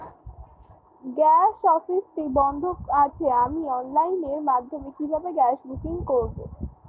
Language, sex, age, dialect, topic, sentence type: Bengali, female, <18, Standard Colloquial, banking, question